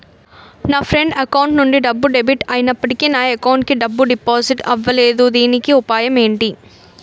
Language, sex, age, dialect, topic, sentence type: Telugu, female, 18-24, Utterandhra, banking, question